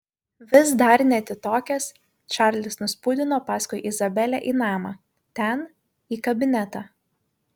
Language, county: Lithuanian, Vilnius